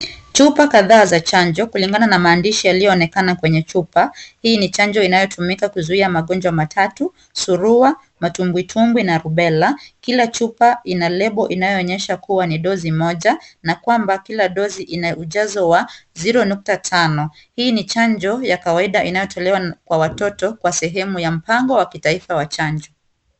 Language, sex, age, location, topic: Swahili, female, 25-35, Kisumu, health